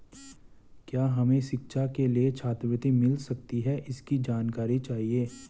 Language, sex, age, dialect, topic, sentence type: Hindi, male, 18-24, Garhwali, banking, question